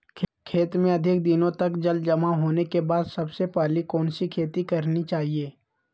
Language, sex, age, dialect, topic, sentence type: Magahi, male, 18-24, Western, agriculture, question